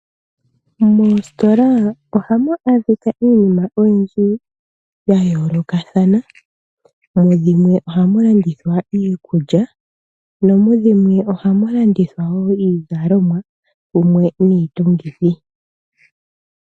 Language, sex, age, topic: Oshiwambo, male, 25-35, finance